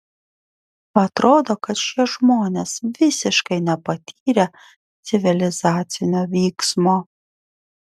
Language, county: Lithuanian, Vilnius